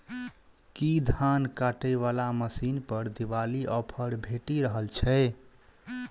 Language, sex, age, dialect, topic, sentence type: Maithili, male, 25-30, Southern/Standard, agriculture, question